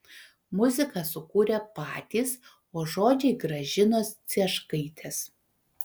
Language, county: Lithuanian, Panevėžys